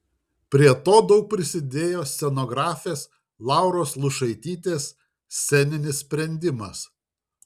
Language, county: Lithuanian, Šiauliai